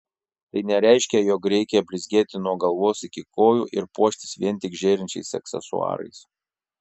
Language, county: Lithuanian, Šiauliai